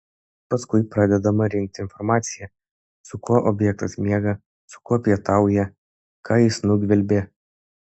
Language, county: Lithuanian, Kaunas